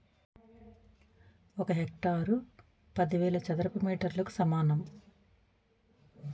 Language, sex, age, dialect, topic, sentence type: Telugu, female, 41-45, Utterandhra, agriculture, statement